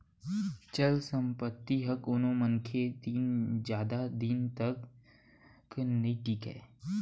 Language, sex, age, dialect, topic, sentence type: Chhattisgarhi, male, 60-100, Western/Budati/Khatahi, banking, statement